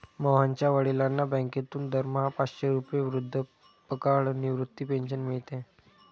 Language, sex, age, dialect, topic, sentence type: Marathi, male, 25-30, Standard Marathi, banking, statement